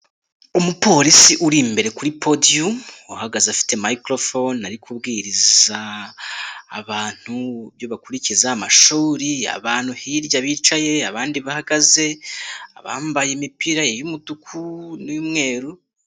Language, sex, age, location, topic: Kinyarwanda, male, 18-24, Nyagatare, government